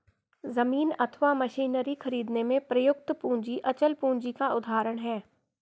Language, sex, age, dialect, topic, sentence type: Hindi, female, 51-55, Garhwali, banking, statement